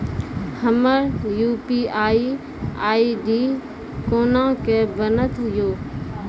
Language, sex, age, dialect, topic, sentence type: Maithili, female, 31-35, Angika, banking, question